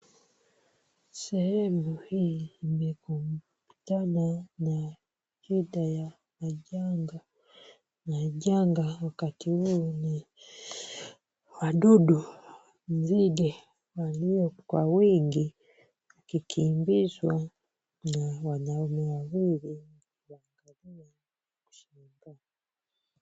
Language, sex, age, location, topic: Swahili, female, 25-35, Kisumu, health